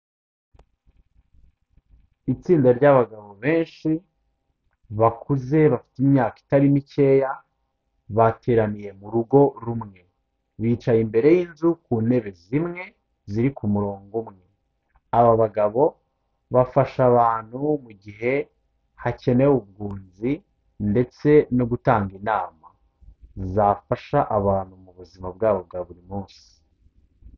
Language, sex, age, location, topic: Kinyarwanda, male, 25-35, Kigali, health